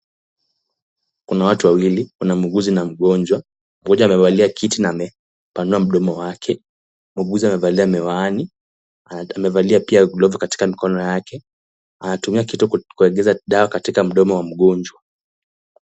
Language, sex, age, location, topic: Swahili, male, 18-24, Kisumu, health